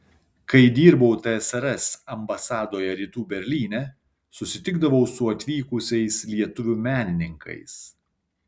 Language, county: Lithuanian, Šiauliai